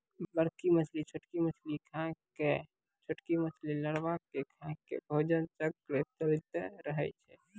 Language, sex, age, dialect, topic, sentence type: Maithili, male, 18-24, Angika, agriculture, statement